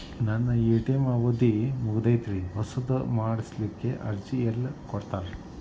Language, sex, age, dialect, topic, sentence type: Kannada, male, 41-45, Dharwad Kannada, banking, question